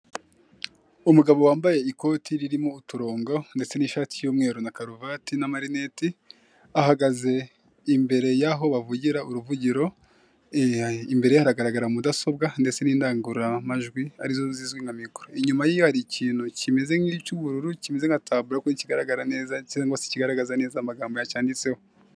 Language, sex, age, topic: Kinyarwanda, male, 25-35, government